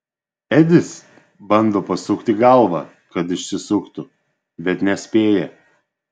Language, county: Lithuanian, Šiauliai